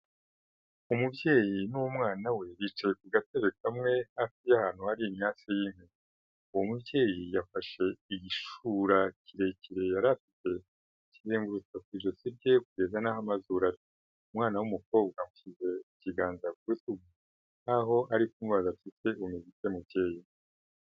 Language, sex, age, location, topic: Kinyarwanda, male, 50+, Kigali, health